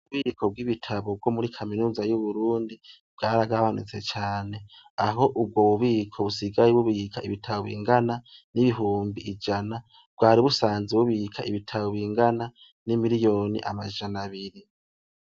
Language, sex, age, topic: Rundi, male, 18-24, education